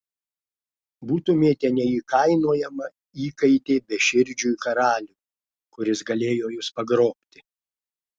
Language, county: Lithuanian, Klaipėda